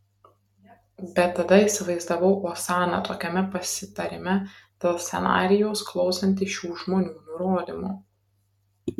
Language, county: Lithuanian, Kaunas